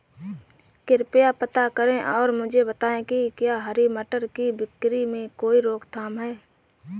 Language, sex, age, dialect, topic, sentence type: Hindi, female, 18-24, Awadhi Bundeli, agriculture, question